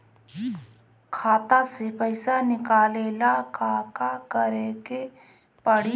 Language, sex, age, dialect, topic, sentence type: Bhojpuri, female, 31-35, Northern, banking, question